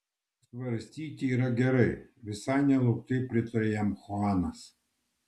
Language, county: Lithuanian, Kaunas